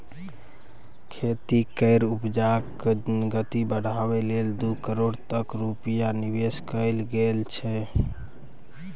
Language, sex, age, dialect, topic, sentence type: Maithili, male, 18-24, Bajjika, agriculture, statement